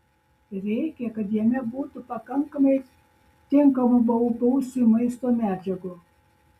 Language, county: Lithuanian, Šiauliai